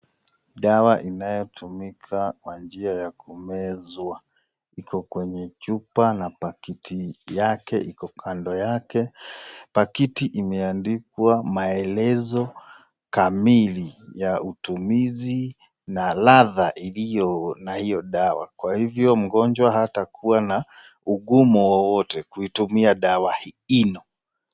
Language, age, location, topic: Swahili, 36-49, Nakuru, health